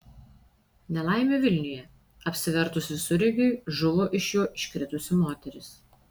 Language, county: Lithuanian, Šiauliai